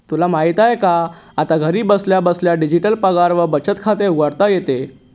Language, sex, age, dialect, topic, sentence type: Marathi, male, 36-40, Northern Konkan, banking, statement